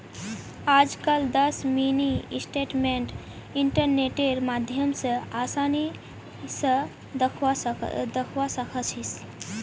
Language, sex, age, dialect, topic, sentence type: Magahi, female, 25-30, Northeastern/Surjapuri, banking, statement